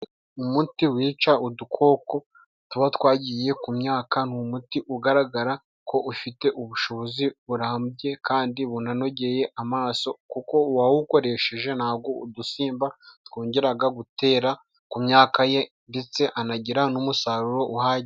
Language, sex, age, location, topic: Kinyarwanda, male, 25-35, Musanze, agriculture